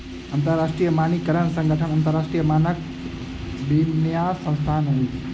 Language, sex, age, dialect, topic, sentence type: Maithili, male, 18-24, Southern/Standard, banking, statement